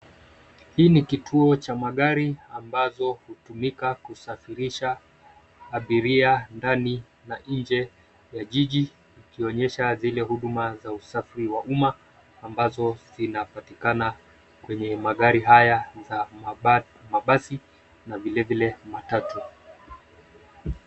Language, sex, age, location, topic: Swahili, male, 25-35, Nairobi, government